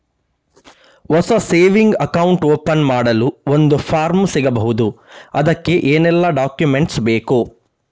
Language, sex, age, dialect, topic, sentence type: Kannada, male, 31-35, Coastal/Dakshin, banking, question